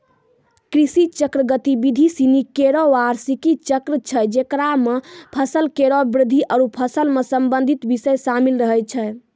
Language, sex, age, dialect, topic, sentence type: Maithili, female, 18-24, Angika, agriculture, statement